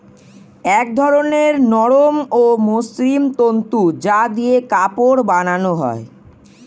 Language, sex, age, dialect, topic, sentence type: Bengali, male, 46-50, Standard Colloquial, agriculture, statement